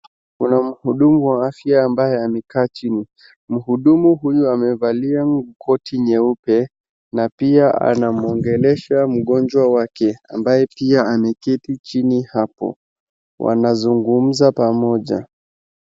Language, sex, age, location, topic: Swahili, male, 36-49, Wajir, health